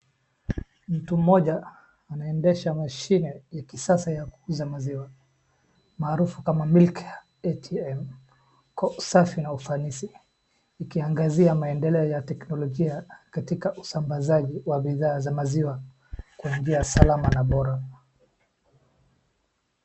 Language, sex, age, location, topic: Swahili, male, 18-24, Wajir, finance